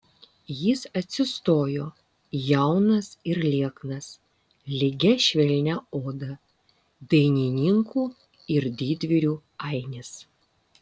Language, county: Lithuanian, Vilnius